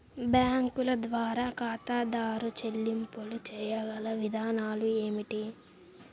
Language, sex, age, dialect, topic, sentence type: Telugu, male, 18-24, Central/Coastal, banking, question